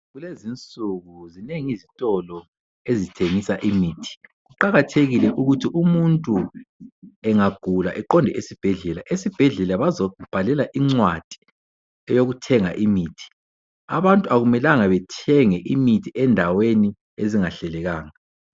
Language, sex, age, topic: North Ndebele, male, 50+, health